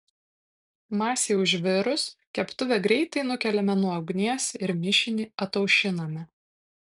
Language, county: Lithuanian, Kaunas